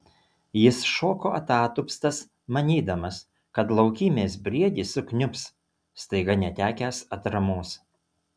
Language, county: Lithuanian, Utena